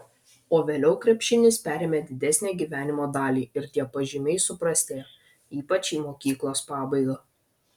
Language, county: Lithuanian, Vilnius